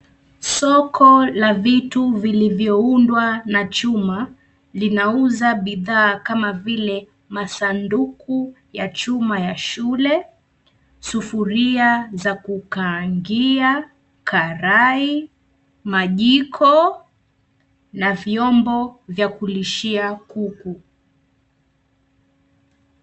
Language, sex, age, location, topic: Swahili, female, 25-35, Nairobi, finance